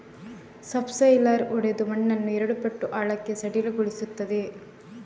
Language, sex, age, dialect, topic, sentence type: Kannada, female, 31-35, Coastal/Dakshin, agriculture, statement